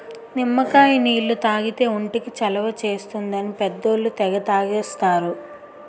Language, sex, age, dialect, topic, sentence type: Telugu, female, 56-60, Utterandhra, agriculture, statement